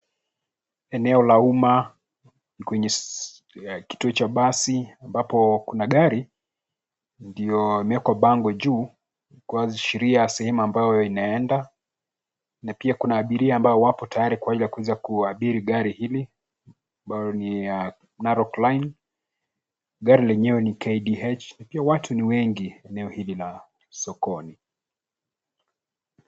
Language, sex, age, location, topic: Swahili, male, 25-35, Nairobi, government